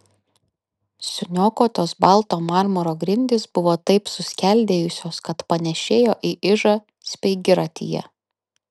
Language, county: Lithuanian, Kaunas